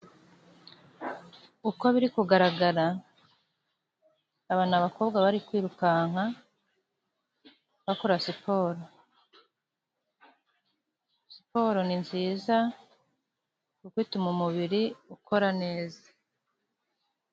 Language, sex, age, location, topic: Kinyarwanda, female, 25-35, Musanze, government